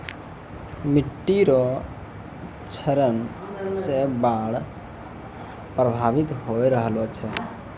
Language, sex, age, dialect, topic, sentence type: Maithili, male, 18-24, Angika, agriculture, statement